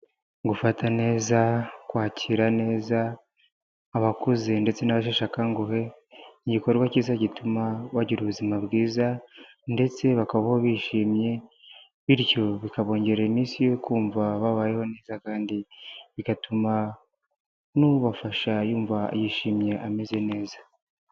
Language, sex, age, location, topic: Kinyarwanda, male, 25-35, Huye, health